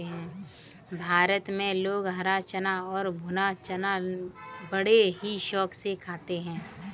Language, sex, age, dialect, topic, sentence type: Hindi, female, 18-24, Kanauji Braj Bhasha, agriculture, statement